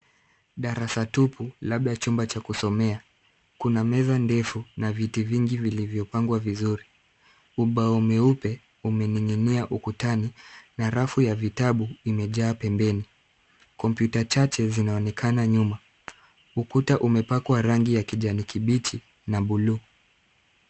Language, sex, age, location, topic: Swahili, male, 50+, Nairobi, education